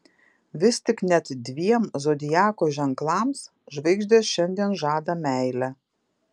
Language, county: Lithuanian, Vilnius